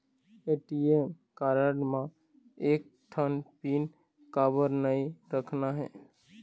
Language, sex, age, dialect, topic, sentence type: Chhattisgarhi, male, 25-30, Eastern, banking, question